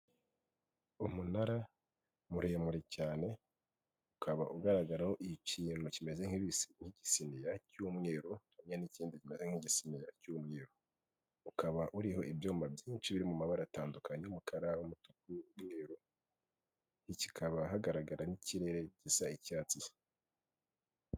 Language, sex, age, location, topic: Kinyarwanda, male, 25-35, Kigali, government